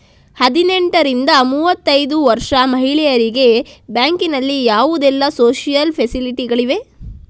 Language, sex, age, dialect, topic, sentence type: Kannada, female, 60-100, Coastal/Dakshin, banking, question